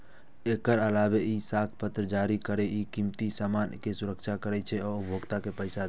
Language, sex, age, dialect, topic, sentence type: Maithili, male, 18-24, Eastern / Thethi, banking, statement